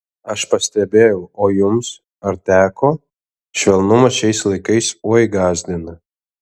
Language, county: Lithuanian, Alytus